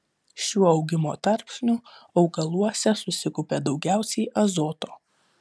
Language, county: Lithuanian, Vilnius